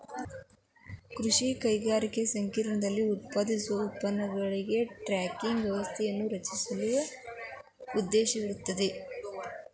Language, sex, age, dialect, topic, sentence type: Kannada, female, 18-24, Dharwad Kannada, agriculture, statement